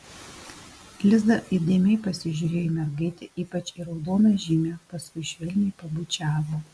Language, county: Lithuanian, Alytus